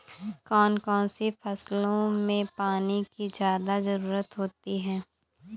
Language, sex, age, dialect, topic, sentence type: Hindi, female, 18-24, Awadhi Bundeli, agriculture, question